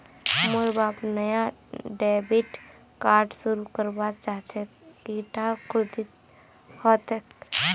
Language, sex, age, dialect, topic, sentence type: Magahi, female, 41-45, Northeastern/Surjapuri, banking, statement